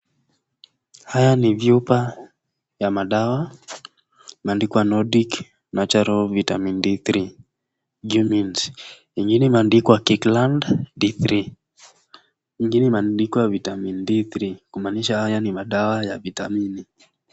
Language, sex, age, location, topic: Swahili, male, 18-24, Nakuru, health